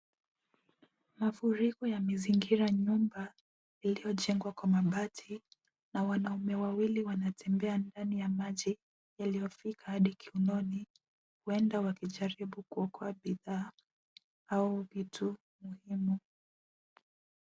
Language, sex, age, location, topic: Swahili, female, 18-24, Nairobi, health